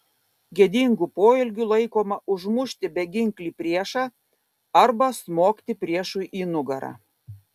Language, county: Lithuanian, Kaunas